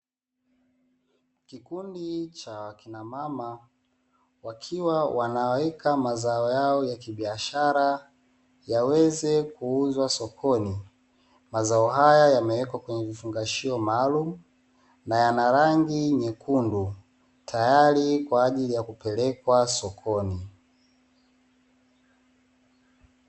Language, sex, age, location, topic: Swahili, male, 18-24, Dar es Salaam, agriculture